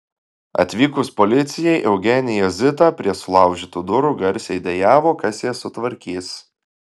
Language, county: Lithuanian, Klaipėda